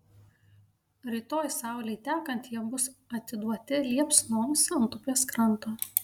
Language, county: Lithuanian, Panevėžys